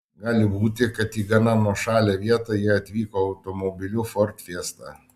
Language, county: Lithuanian, Šiauliai